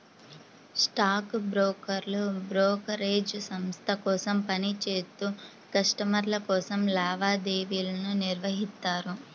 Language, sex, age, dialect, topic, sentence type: Telugu, female, 18-24, Central/Coastal, banking, statement